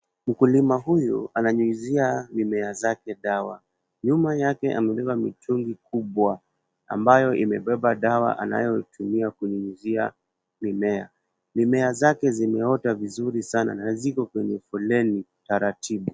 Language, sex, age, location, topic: Swahili, male, 18-24, Kisumu, health